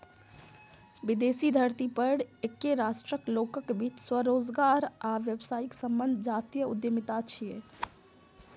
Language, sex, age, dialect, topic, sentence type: Maithili, female, 25-30, Eastern / Thethi, banking, statement